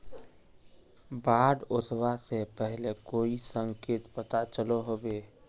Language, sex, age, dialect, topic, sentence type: Magahi, male, 25-30, Northeastern/Surjapuri, agriculture, question